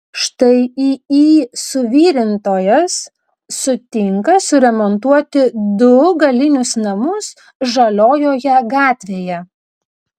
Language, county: Lithuanian, Vilnius